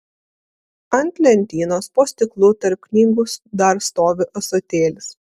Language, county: Lithuanian, Vilnius